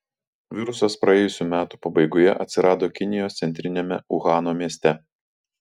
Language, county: Lithuanian, Vilnius